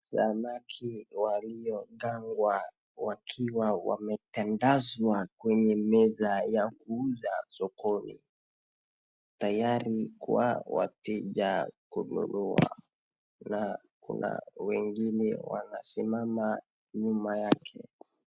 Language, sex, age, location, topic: Swahili, male, 18-24, Wajir, finance